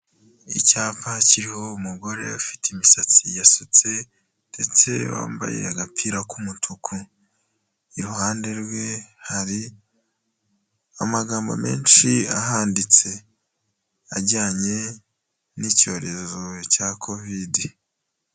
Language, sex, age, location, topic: Kinyarwanda, male, 18-24, Huye, health